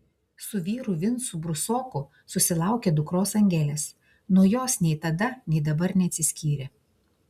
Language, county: Lithuanian, Klaipėda